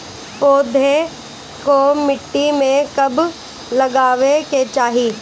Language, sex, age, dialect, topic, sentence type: Bhojpuri, female, 18-24, Northern, agriculture, statement